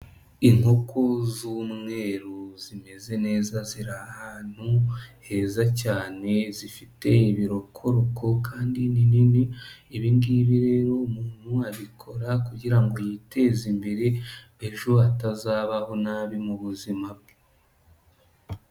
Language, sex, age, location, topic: Kinyarwanda, female, 25-35, Nyagatare, agriculture